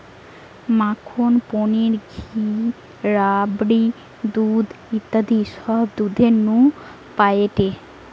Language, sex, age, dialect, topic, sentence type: Bengali, female, 18-24, Western, agriculture, statement